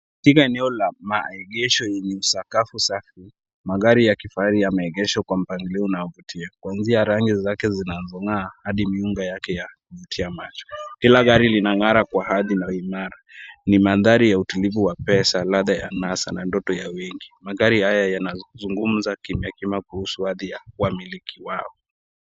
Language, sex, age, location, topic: Swahili, male, 18-24, Kisumu, finance